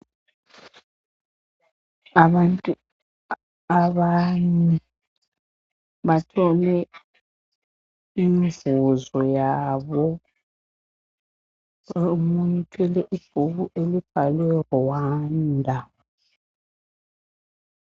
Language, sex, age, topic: North Ndebele, female, 50+, health